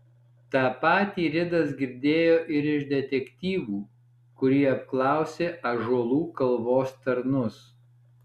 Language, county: Lithuanian, Alytus